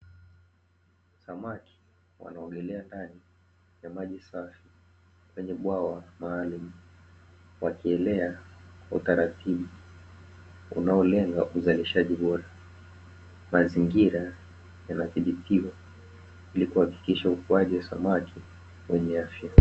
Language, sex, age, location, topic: Swahili, male, 18-24, Dar es Salaam, agriculture